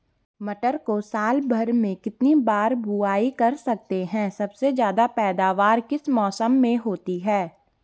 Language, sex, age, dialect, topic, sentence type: Hindi, female, 18-24, Garhwali, agriculture, question